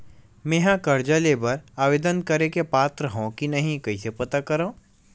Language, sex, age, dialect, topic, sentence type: Chhattisgarhi, male, 18-24, Western/Budati/Khatahi, banking, statement